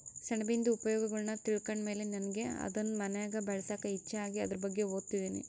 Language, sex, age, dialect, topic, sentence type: Kannada, female, 18-24, Central, agriculture, statement